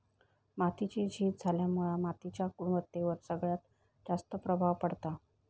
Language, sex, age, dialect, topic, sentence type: Marathi, female, 25-30, Southern Konkan, agriculture, statement